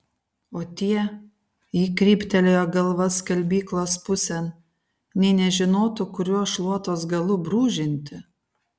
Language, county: Lithuanian, Kaunas